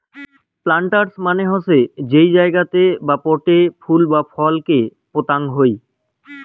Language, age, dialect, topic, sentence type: Bengali, 25-30, Rajbangshi, agriculture, statement